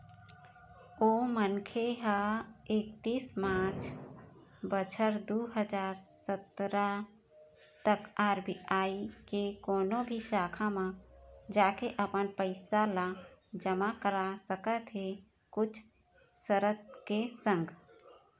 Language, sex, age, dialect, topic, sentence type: Chhattisgarhi, female, 31-35, Eastern, banking, statement